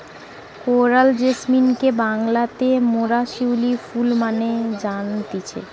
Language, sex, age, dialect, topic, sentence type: Bengali, female, 18-24, Western, agriculture, statement